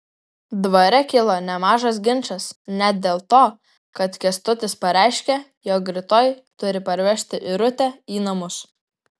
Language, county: Lithuanian, Vilnius